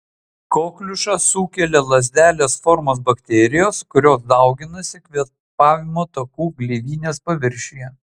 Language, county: Lithuanian, Utena